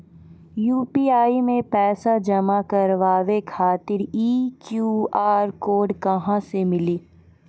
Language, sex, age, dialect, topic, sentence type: Maithili, female, 41-45, Angika, banking, question